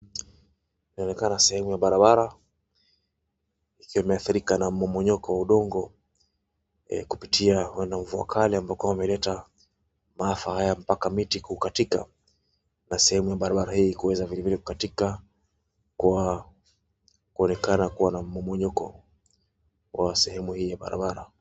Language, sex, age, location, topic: Swahili, male, 25-35, Wajir, health